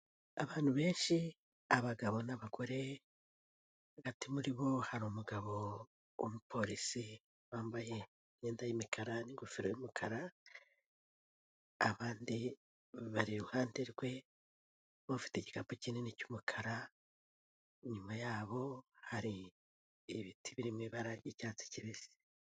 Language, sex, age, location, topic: Kinyarwanda, female, 18-24, Kigali, health